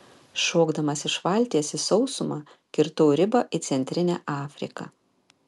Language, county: Lithuanian, Panevėžys